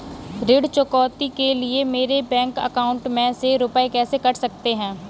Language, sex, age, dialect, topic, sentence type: Hindi, female, 18-24, Kanauji Braj Bhasha, banking, question